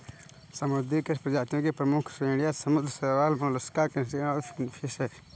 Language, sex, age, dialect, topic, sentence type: Hindi, male, 25-30, Marwari Dhudhari, agriculture, statement